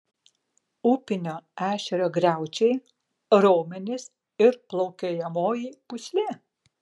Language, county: Lithuanian, Kaunas